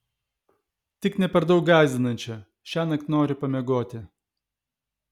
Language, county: Lithuanian, Vilnius